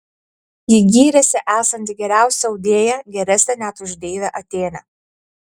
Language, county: Lithuanian, Kaunas